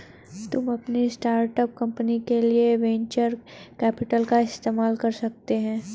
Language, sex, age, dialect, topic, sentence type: Hindi, female, 31-35, Hindustani Malvi Khadi Boli, banking, statement